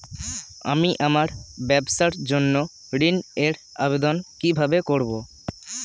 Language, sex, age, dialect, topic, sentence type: Bengali, male, <18, Standard Colloquial, banking, question